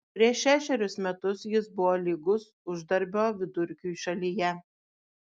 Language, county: Lithuanian, Šiauliai